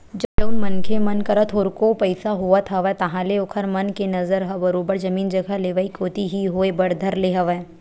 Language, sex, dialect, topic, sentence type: Chhattisgarhi, female, Western/Budati/Khatahi, banking, statement